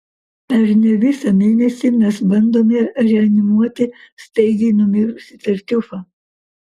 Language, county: Lithuanian, Kaunas